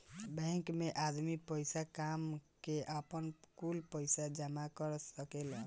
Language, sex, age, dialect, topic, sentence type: Bhojpuri, male, 18-24, Southern / Standard, banking, statement